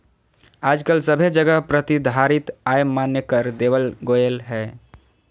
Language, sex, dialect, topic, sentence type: Magahi, female, Southern, banking, statement